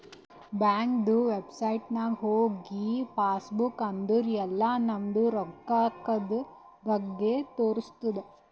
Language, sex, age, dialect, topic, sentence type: Kannada, female, 18-24, Northeastern, banking, statement